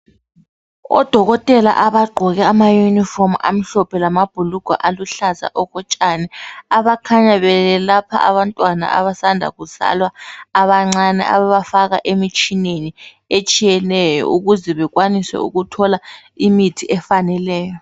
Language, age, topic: North Ndebele, 36-49, health